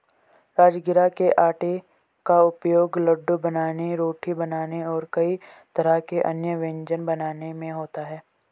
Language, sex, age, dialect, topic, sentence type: Hindi, female, 18-24, Garhwali, agriculture, statement